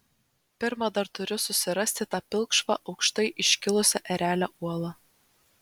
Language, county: Lithuanian, Vilnius